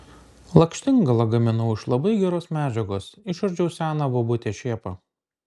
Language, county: Lithuanian, Kaunas